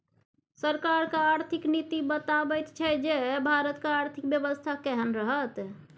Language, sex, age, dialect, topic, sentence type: Maithili, female, 60-100, Bajjika, banking, statement